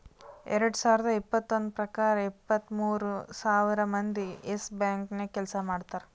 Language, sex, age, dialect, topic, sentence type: Kannada, female, 18-24, Northeastern, banking, statement